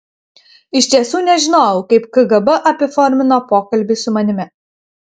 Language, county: Lithuanian, Kaunas